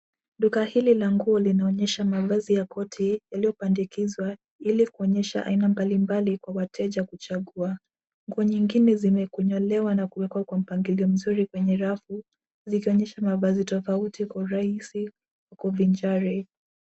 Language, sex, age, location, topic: Swahili, female, 18-24, Nairobi, finance